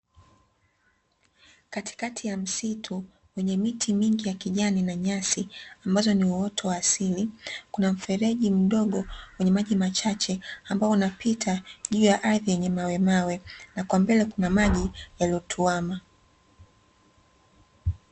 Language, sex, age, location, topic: Swahili, female, 18-24, Dar es Salaam, agriculture